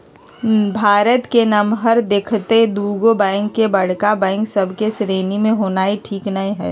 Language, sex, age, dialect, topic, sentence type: Magahi, female, 51-55, Western, banking, statement